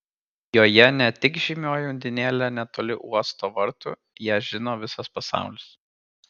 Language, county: Lithuanian, Kaunas